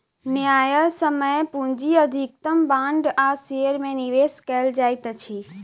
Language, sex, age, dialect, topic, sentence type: Maithili, female, 18-24, Southern/Standard, banking, statement